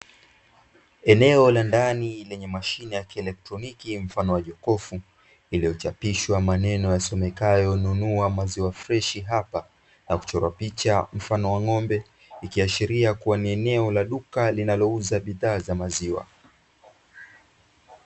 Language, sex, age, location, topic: Swahili, male, 25-35, Dar es Salaam, finance